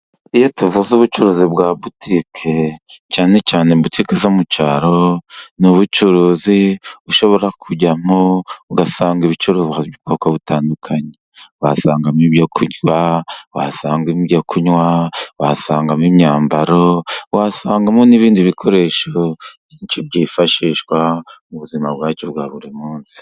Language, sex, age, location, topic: Kinyarwanda, male, 50+, Musanze, finance